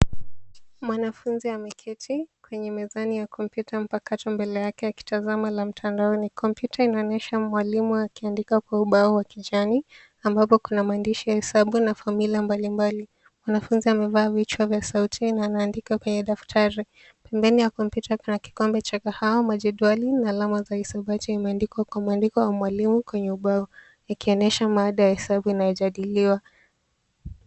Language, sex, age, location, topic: Swahili, female, 18-24, Nairobi, education